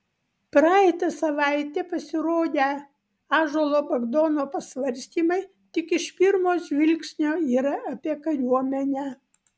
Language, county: Lithuanian, Vilnius